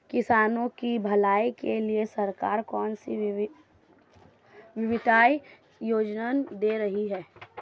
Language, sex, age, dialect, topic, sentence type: Hindi, female, 25-30, Marwari Dhudhari, agriculture, question